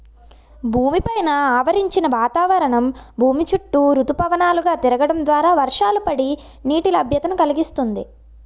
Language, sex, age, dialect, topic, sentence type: Telugu, female, 18-24, Utterandhra, agriculture, statement